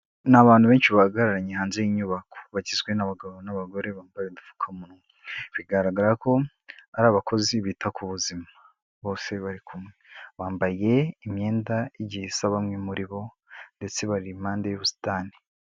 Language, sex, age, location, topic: Kinyarwanda, female, 25-35, Kigali, health